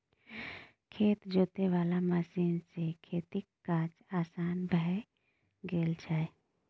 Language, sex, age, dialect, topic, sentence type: Maithili, female, 31-35, Bajjika, agriculture, statement